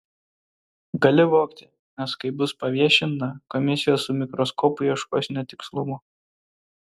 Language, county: Lithuanian, Kaunas